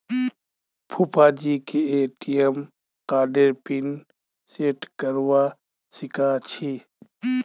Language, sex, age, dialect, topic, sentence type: Magahi, male, 25-30, Northeastern/Surjapuri, banking, statement